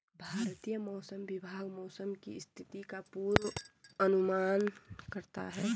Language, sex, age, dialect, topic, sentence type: Hindi, female, 25-30, Garhwali, agriculture, statement